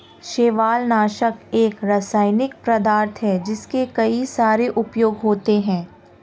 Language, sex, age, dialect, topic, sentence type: Hindi, female, 18-24, Marwari Dhudhari, agriculture, statement